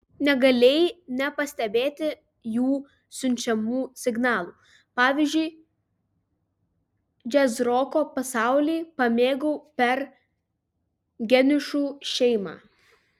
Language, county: Lithuanian, Vilnius